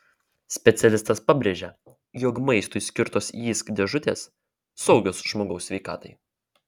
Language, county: Lithuanian, Vilnius